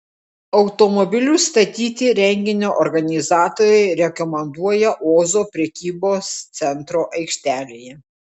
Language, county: Lithuanian, Klaipėda